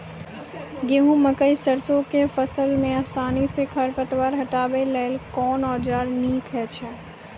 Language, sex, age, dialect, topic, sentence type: Maithili, female, 18-24, Angika, agriculture, question